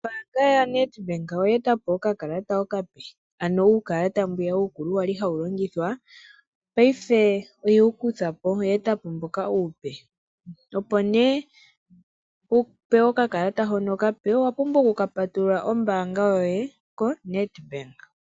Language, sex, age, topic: Oshiwambo, male, 25-35, finance